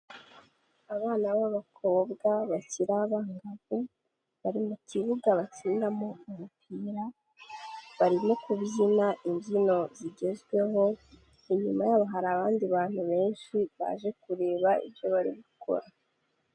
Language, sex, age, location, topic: Kinyarwanda, female, 18-24, Kigali, health